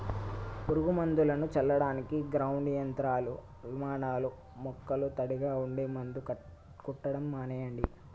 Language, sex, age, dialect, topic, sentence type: Telugu, male, 18-24, Telangana, agriculture, statement